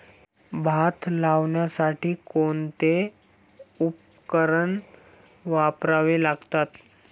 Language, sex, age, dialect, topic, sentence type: Marathi, male, 18-24, Standard Marathi, agriculture, question